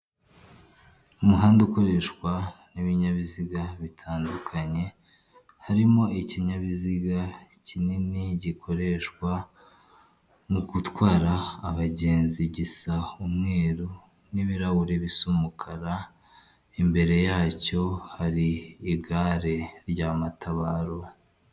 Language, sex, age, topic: Kinyarwanda, male, 25-35, government